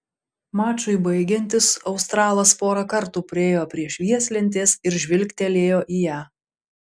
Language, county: Lithuanian, Panevėžys